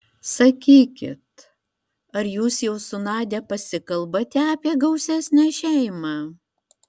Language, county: Lithuanian, Vilnius